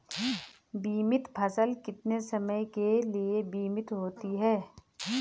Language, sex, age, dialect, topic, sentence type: Hindi, female, 31-35, Garhwali, agriculture, question